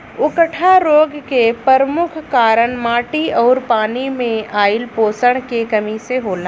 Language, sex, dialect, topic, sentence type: Bhojpuri, female, Southern / Standard, agriculture, statement